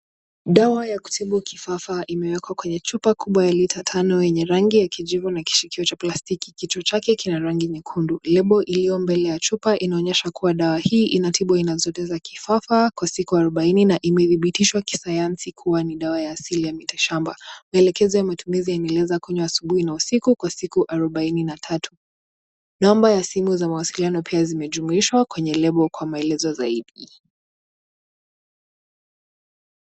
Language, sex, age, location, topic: Swahili, female, 18-24, Nakuru, health